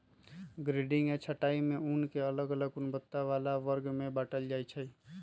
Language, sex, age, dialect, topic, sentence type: Magahi, male, 25-30, Western, agriculture, statement